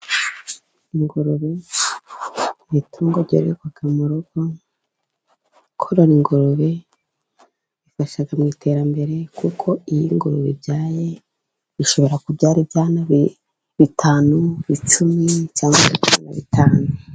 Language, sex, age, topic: Kinyarwanda, female, 18-24, agriculture